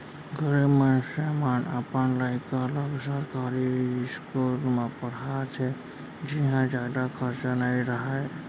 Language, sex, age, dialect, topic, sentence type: Chhattisgarhi, male, 46-50, Central, banking, statement